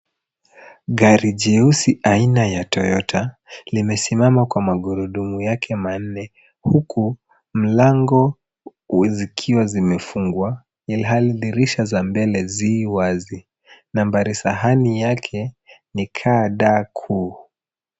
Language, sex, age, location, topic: Swahili, male, 25-35, Nairobi, finance